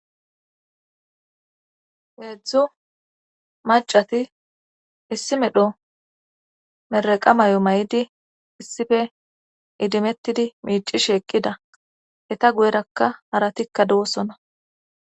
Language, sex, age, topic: Gamo, female, 25-35, government